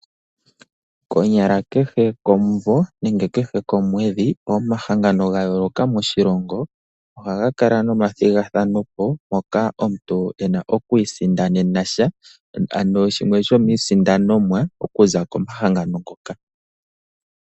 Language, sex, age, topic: Oshiwambo, male, 18-24, finance